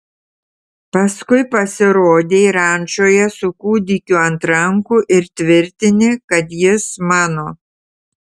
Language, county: Lithuanian, Tauragė